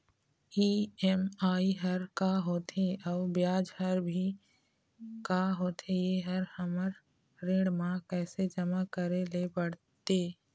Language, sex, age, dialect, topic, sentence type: Chhattisgarhi, female, 25-30, Eastern, banking, question